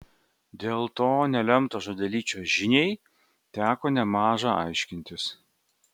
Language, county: Lithuanian, Vilnius